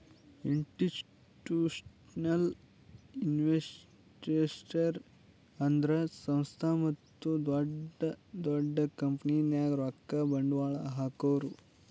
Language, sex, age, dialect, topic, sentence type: Kannada, male, 18-24, Northeastern, banking, statement